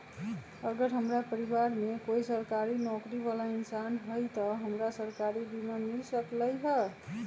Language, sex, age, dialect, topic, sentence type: Magahi, female, 31-35, Western, agriculture, question